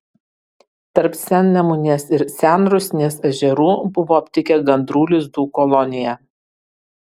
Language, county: Lithuanian, Kaunas